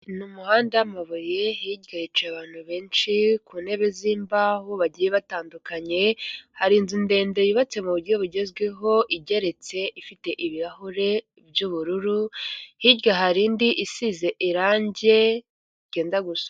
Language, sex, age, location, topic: Kinyarwanda, female, 36-49, Kigali, government